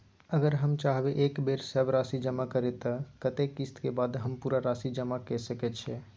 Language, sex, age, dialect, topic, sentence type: Maithili, male, 18-24, Bajjika, banking, question